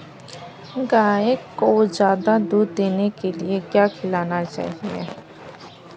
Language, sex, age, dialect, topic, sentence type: Hindi, female, 25-30, Kanauji Braj Bhasha, agriculture, question